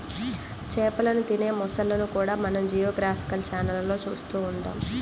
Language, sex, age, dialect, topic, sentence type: Telugu, female, 18-24, Central/Coastal, agriculture, statement